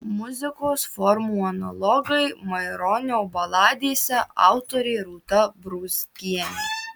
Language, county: Lithuanian, Marijampolė